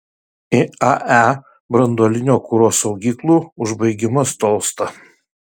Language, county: Lithuanian, Kaunas